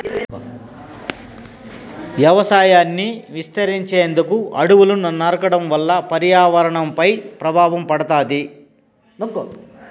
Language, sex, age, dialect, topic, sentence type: Telugu, male, 46-50, Southern, agriculture, statement